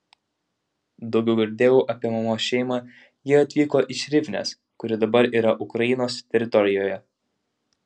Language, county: Lithuanian, Utena